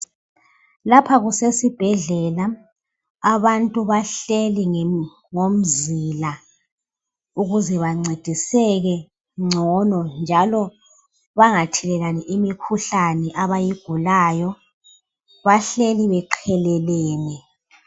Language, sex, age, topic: North Ndebele, female, 36-49, health